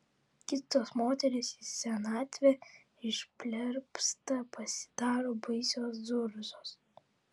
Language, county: Lithuanian, Vilnius